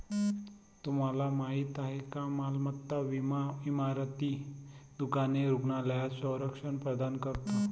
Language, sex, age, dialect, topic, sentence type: Marathi, male, 25-30, Varhadi, banking, statement